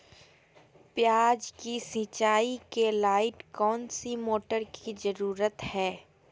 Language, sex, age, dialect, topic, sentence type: Magahi, female, 18-24, Southern, agriculture, question